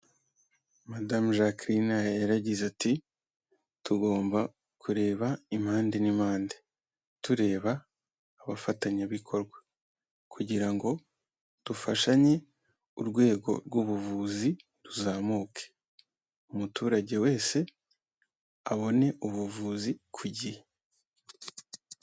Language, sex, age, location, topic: Kinyarwanda, male, 18-24, Kigali, health